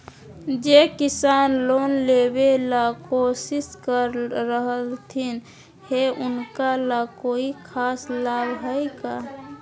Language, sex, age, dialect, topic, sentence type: Magahi, female, 31-35, Southern, agriculture, statement